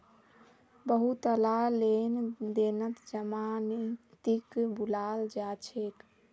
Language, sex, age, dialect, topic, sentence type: Magahi, female, 18-24, Northeastern/Surjapuri, banking, statement